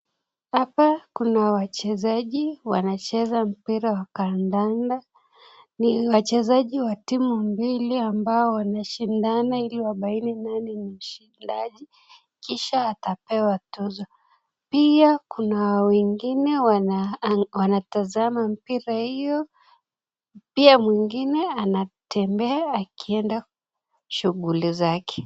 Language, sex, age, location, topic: Swahili, female, 25-35, Nakuru, government